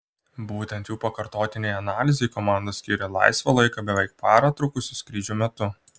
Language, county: Lithuanian, Klaipėda